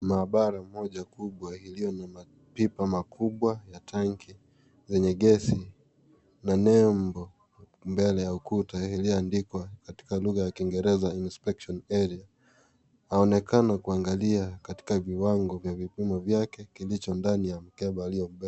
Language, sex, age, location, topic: Swahili, male, 25-35, Kisii, health